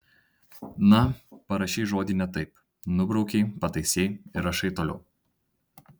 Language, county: Lithuanian, Tauragė